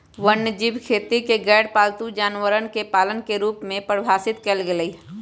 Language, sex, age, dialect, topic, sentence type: Magahi, female, 25-30, Western, agriculture, statement